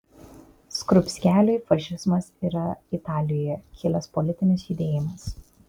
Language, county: Lithuanian, Kaunas